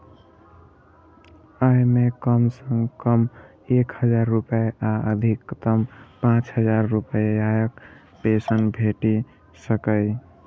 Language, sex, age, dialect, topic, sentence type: Maithili, male, 18-24, Eastern / Thethi, banking, statement